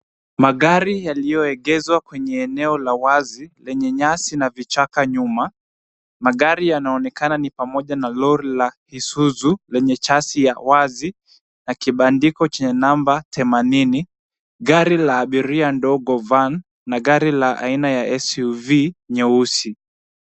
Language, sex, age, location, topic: Swahili, male, 25-35, Kisumu, finance